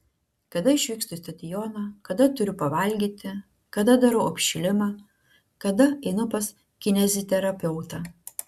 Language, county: Lithuanian, Klaipėda